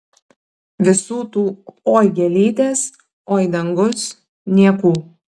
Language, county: Lithuanian, Kaunas